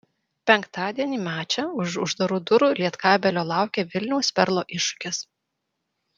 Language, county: Lithuanian, Vilnius